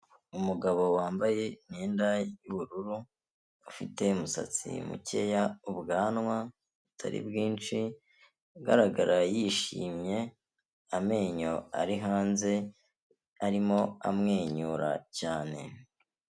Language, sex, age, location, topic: Kinyarwanda, male, 25-35, Kigali, health